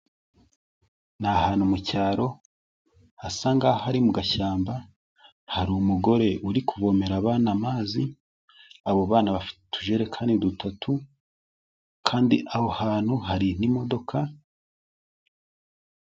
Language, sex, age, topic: Kinyarwanda, male, 18-24, health